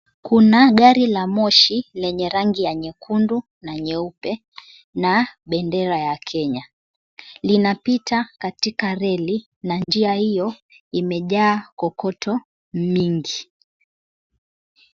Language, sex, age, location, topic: Swahili, female, 25-35, Mombasa, government